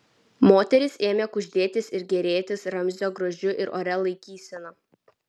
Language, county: Lithuanian, Vilnius